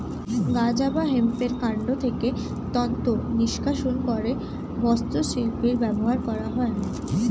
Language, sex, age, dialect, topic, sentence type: Bengali, female, 18-24, Standard Colloquial, agriculture, statement